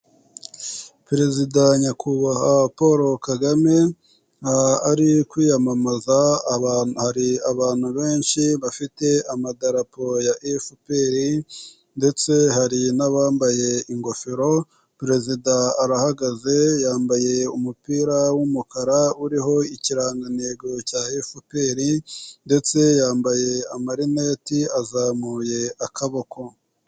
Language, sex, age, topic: Kinyarwanda, male, 18-24, government